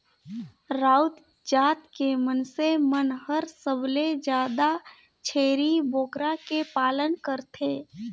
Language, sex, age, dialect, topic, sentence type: Chhattisgarhi, female, 18-24, Northern/Bhandar, agriculture, statement